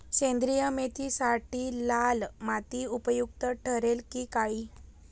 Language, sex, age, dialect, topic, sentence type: Marathi, female, 18-24, Northern Konkan, agriculture, question